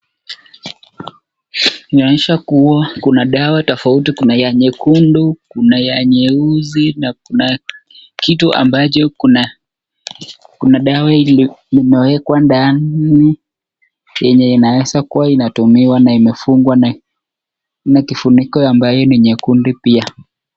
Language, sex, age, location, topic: Swahili, male, 25-35, Nakuru, health